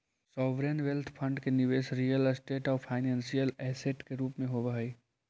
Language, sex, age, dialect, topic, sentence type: Magahi, male, 18-24, Central/Standard, agriculture, statement